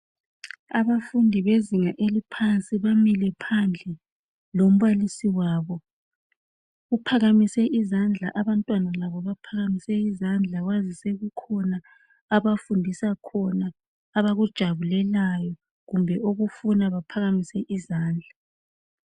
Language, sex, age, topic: North Ndebele, female, 36-49, education